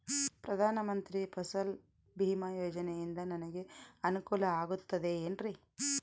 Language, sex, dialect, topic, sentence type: Kannada, female, Central, agriculture, question